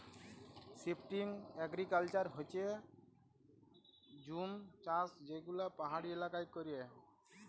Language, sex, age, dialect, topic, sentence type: Bengali, male, 18-24, Jharkhandi, agriculture, statement